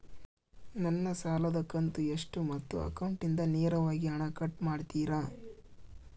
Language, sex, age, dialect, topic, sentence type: Kannada, male, 25-30, Central, banking, question